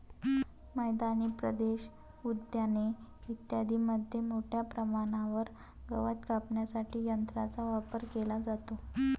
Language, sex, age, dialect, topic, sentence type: Marathi, female, 18-24, Varhadi, agriculture, statement